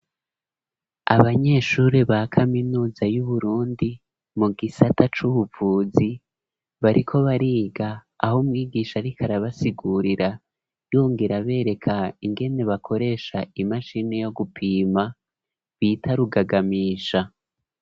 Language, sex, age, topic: Rundi, male, 25-35, education